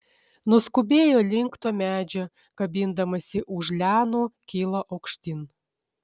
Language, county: Lithuanian, Šiauliai